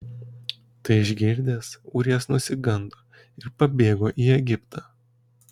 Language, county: Lithuanian, Kaunas